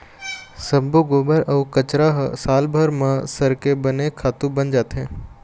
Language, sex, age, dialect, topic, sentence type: Chhattisgarhi, male, 18-24, Eastern, agriculture, statement